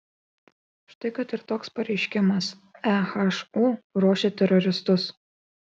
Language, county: Lithuanian, Kaunas